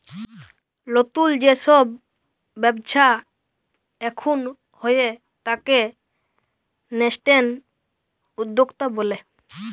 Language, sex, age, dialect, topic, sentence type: Bengali, male, 18-24, Jharkhandi, banking, statement